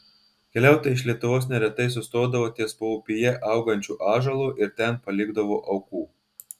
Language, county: Lithuanian, Telšiai